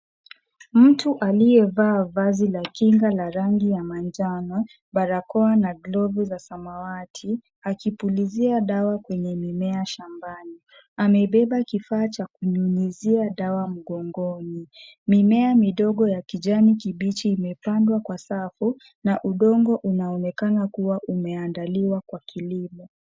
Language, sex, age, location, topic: Swahili, female, 50+, Kisumu, health